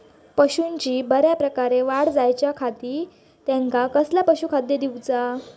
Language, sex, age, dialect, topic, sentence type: Marathi, female, 18-24, Southern Konkan, agriculture, question